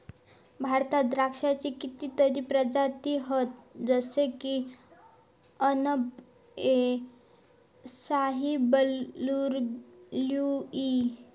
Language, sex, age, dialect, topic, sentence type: Marathi, female, 25-30, Southern Konkan, agriculture, statement